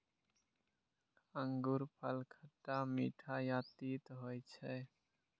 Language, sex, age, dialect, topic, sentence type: Maithili, male, 18-24, Eastern / Thethi, agriculture, statement